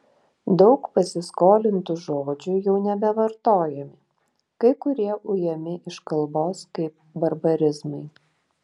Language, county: Lithuanian, Šiauliai